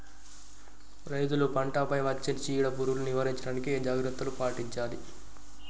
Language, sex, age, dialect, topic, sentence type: Telugu, male, 18-24, Telangana, agriculture, question